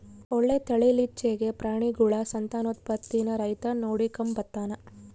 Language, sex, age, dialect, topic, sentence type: Kannada, female, 25-30, Central, agriculture, statement